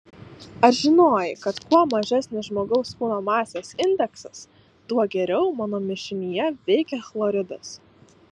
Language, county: Lithuanian, Alytus